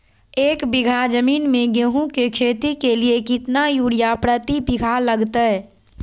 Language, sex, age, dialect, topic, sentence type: Magahi, female, 41-45, Southern, agriculture, question